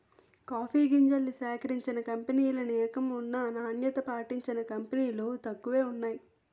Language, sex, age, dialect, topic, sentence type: Telugu, female, 18-24, Utterandhra, agriculture, statement